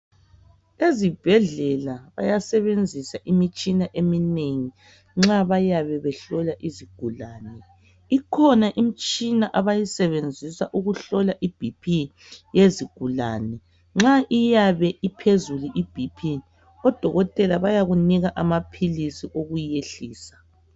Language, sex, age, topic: North Ndebele, female, 18-24, health